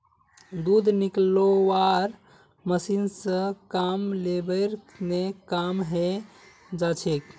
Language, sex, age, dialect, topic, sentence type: Magahi, male, 56-60, Northeastern/Surjapuri, agriculture, statement